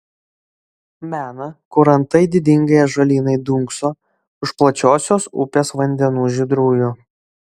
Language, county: Lithuanian, Šiauliai